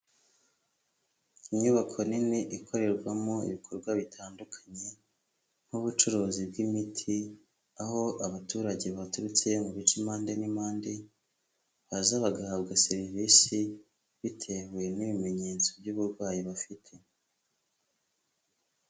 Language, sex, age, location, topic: Kinyarwanda, male, 25-35, Huye, health